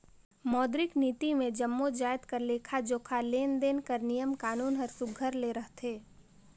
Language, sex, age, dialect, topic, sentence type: Chhattisgarhi, female, 25-30, Northern/Bhandar, banking, statement